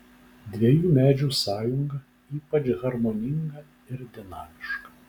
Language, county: Lithuanian, Vilnius